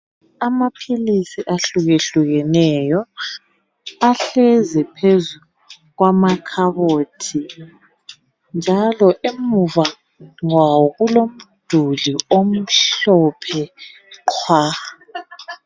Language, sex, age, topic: North Ndebele, female, 25-35, health